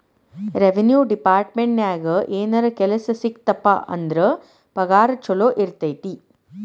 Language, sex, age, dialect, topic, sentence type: Kannada, female, 36-40, Dharwad Kannada, banking, statement